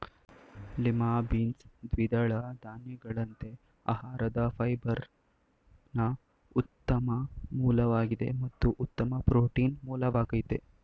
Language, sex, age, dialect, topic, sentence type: Kannada, male, 18-24, Mysore Kannada, agriculture, statement